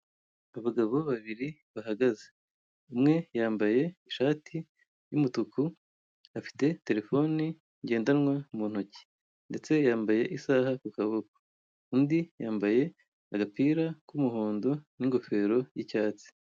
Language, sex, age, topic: Kinyarwanda, female, 25-35, finance